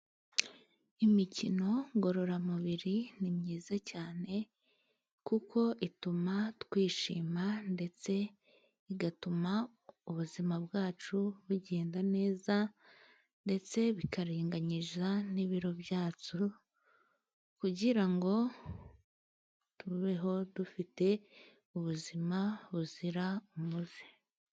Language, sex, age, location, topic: Kinyarwanda, female, 25-35, Musanze, government